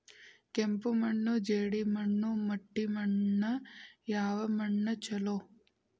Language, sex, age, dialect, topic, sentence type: Kannada, female, 18-24, Dharwad Kannada, agriculture, question